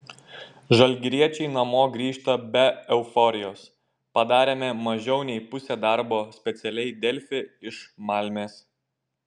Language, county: Lithuanian, Šiauliai